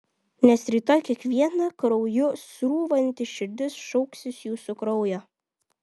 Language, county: Lithuanian, Vilnius